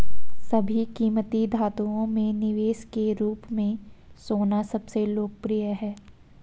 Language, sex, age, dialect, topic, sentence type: Hindi, female, 56-60, Marwari Dhudhari, banking, statement